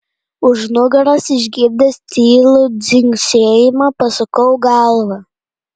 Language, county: Lithuanian, Panevėžys